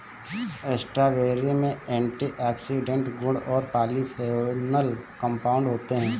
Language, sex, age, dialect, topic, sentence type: Hindi, male, 25-30, Awadhi Bundeli, agriculture, statement